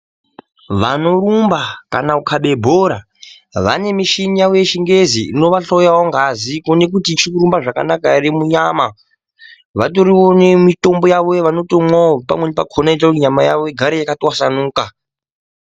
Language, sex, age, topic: Ndau, male, 18-24, health